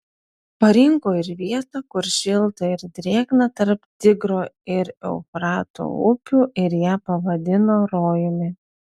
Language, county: Lithuanian, Telšiai